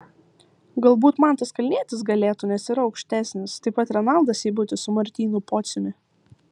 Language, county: Lithuanian, Vilnius